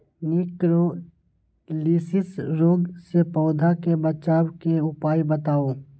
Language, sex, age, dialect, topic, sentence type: Magahi, male, 18-24, Western, agriculture, question